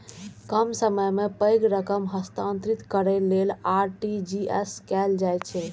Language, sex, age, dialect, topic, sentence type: Maithili, female, 46-50, Eastern / Thethi, banking, statement